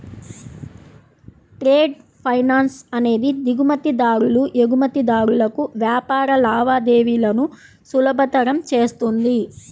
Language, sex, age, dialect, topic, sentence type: Telugu, female, 31-35, Central/Coastal, banking, statement